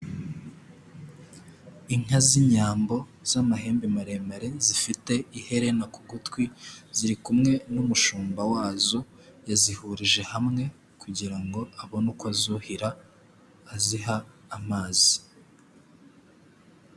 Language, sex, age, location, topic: Kinyarwanda, male, 18-24, Nyagatare, agriculture